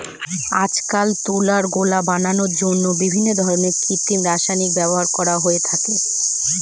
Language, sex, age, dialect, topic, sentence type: Bengali, female, 25-30, Northern/Varendri, agriculture, statement